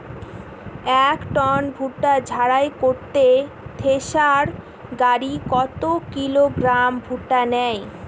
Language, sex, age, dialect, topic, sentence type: Bengali, female, 18-24, Northern/Varendri, agriculture, question